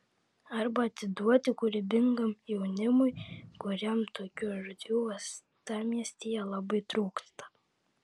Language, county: Lithuanian, Vilnius